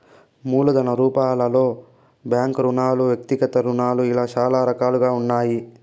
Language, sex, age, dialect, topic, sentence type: Telugu, female, 18-24, Southern, banking, statement